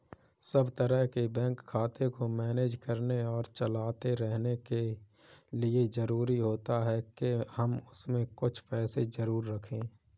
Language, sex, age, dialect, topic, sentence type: Hindi, male, 25-30, Kanauji Braj Bhasha, banking, statement